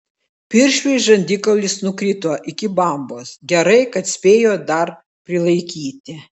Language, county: Lithuanian, Klaipėda